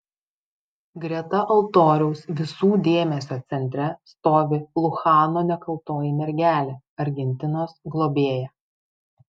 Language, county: Lithuanian, Vilnius